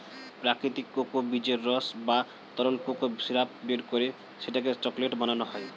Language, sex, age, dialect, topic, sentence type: Bengali, male, 18-24, Standard Colloquial, agriculture, statement